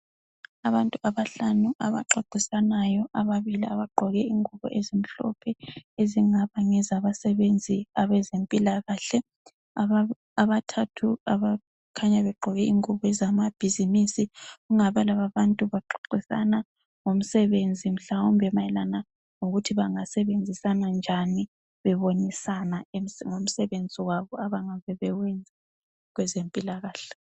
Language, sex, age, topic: North Ndebele, female, 25-35, health